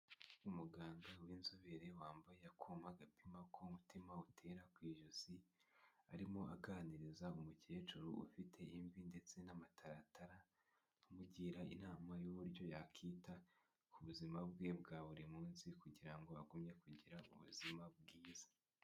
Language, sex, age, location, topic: Kinyarwanda, male, 18-24, Kigali, health